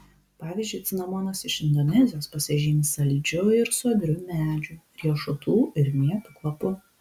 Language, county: Lithuanian, Kaunas